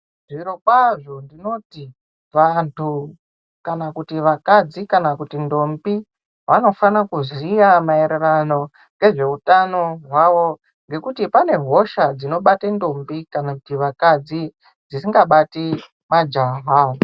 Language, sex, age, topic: Ndau, male, 18-24, health